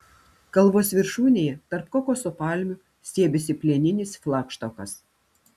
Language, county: Lithuanian, Telšiai